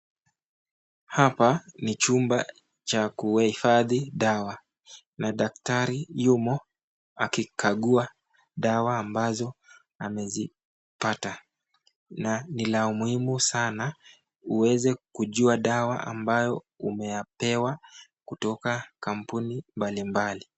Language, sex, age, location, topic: Swahili, male, 18-24, Nakuru, health